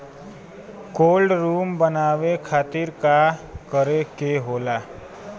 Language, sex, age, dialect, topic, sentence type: Bhojpuri, male, 25-30, Western, agriculture, question